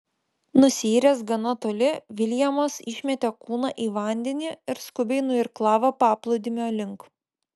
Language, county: Lithuanian, Vilnius